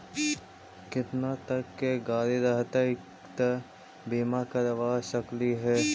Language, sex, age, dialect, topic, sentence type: Magahi, male, 25-30, Central/Standard, banking, question